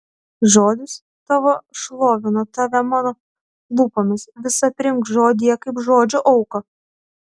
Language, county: Lithuanian, Tauragė